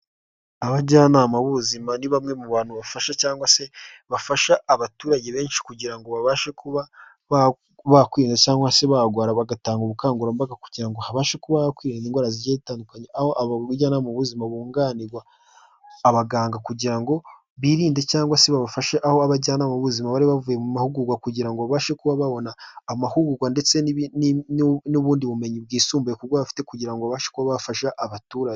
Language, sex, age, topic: Kinyarwanda, male, 18-24, health